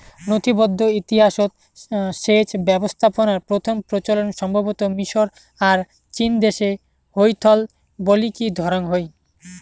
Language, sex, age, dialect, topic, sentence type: Bengali, male, 18-24, Rajbangshi, agriculture, statement